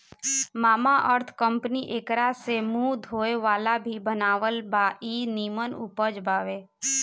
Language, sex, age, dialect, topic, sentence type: Bhojpuri, female, 18-24, Southern / Standard, agriculture, statement